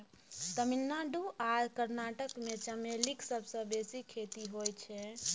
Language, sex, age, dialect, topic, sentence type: Maithili, female, 18-24, Bajjika, agriculture, statement